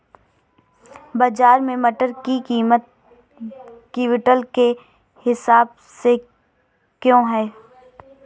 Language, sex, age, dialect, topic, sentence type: Hindi, female, 25-30, Awadhi Bundeli, agriculture, question